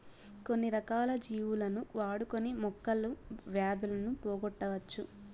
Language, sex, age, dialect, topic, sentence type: Telugu, female, 18-24, Southern, agriculture, statement